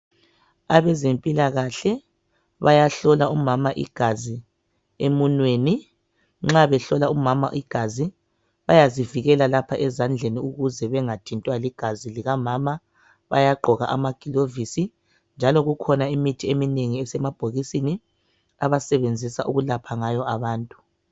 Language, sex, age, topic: North Ndebele, female, 25-35, health